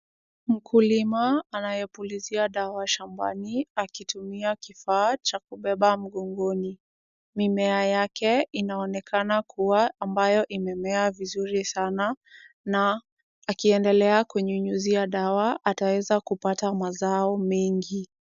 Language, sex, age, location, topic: Swahili, female, 18-24, Kisumu, health